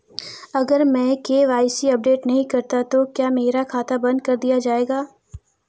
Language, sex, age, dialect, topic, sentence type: Hindi, female, 18-24, Marwari Dhudhari, banking, question